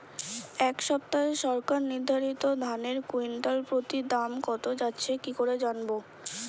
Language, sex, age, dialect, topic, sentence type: Bengali, female, 25-30, Standard Colloquial, agriculture, question